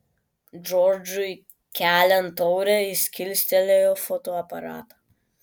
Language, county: Lithuanian, Klaipėda